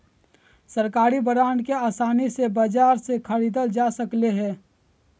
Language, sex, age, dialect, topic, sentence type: Magahi, male, 18-24, Southern, banking, statement